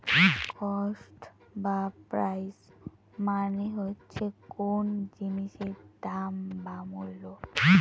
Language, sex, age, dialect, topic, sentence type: Bengali, female, 18-24, Northern/Varendri, banking, statement